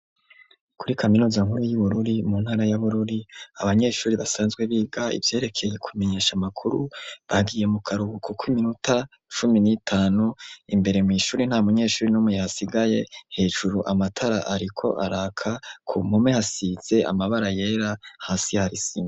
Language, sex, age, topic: Rundi, male, 25-35, education